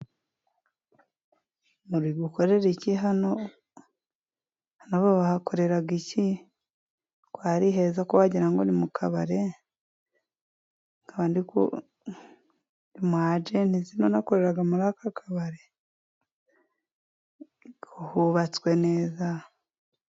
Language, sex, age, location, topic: Kinyarwanda, female, 25-35, Musanze, finance